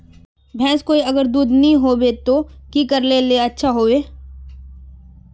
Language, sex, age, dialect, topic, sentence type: Magahi, female, 41-45, Northeastern/Surjapuri, agriculture, question